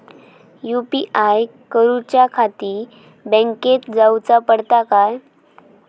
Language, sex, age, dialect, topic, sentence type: Marathi, female, 18-24, Southern Konkan, banking, question